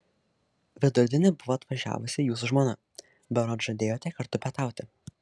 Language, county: Lithuanian, Šiauliai